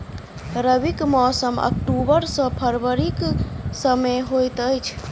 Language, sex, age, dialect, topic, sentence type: Maithili, female, 25-30, Southern/Standard, agriculture, statement